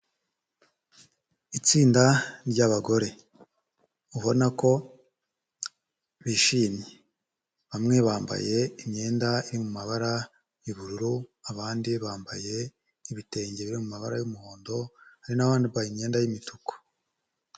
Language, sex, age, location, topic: Kinyarwanda, female, 25-35, Huye, health